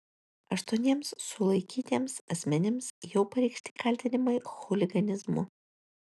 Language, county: Lithuanian, Kaunas